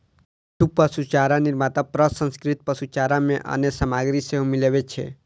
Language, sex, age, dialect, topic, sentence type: Maithili, male, 18-24, Eastern / Thethi, agriculture, statement